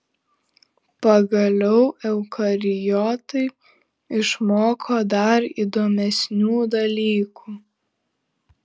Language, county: Lithuanian, Šiauliai